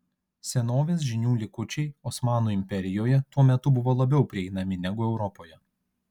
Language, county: Lithuanian, Kaunas